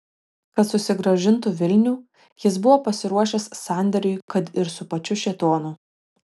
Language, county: Lithuanian, Šiauliai